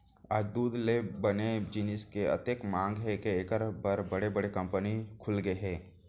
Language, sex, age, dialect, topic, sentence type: Chhattisgarhi, male, 25-30, Central, agriculture, statement